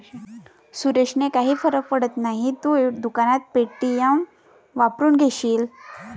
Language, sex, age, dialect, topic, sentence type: Marathi, female, 25-30, Varhadi, banking, statement